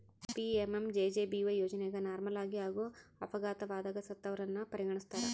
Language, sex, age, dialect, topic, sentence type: Kannada, female, 25-30, Central, banking, statement